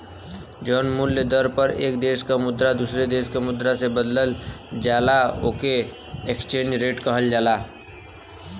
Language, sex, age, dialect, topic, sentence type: Bhojpuri, male, 18-24, Western, banking, statement